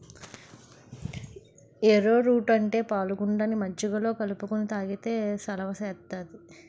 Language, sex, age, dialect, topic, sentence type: Telugu, female, 51-55, Utterandhra, agriculture, statement